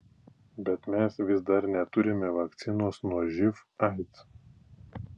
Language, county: Lithuanian, Klaipėda